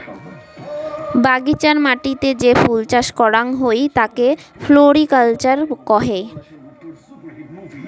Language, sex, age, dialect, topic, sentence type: Bengali, female, 18-24, Rajbangshi, agriculture, statement